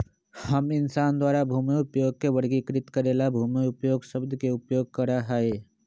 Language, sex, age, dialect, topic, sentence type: Magahi, male, 25-30, Western, agriculture, statement